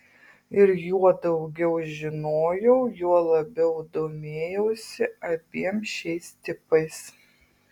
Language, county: Lithuanian, Kaunas